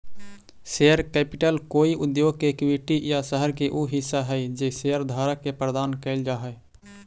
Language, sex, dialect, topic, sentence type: Magahi, male, Central/Standard, agriculture, statement